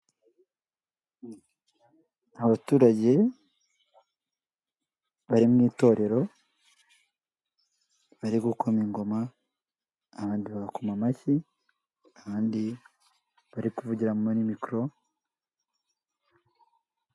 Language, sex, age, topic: Kinyarwanda, male, 18-24, government